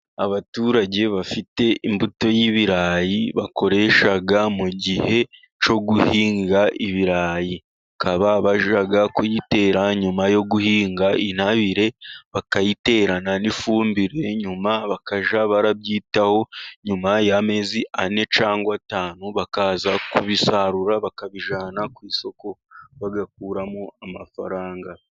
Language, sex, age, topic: Kinyarwanda, male, 36-49, agriculture